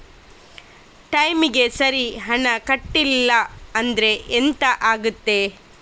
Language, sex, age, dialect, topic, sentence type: Kannada, female, 36-40, Coastal/Dakshin, banking, question